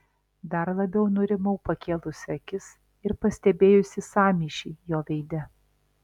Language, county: Lithuanian, Alytus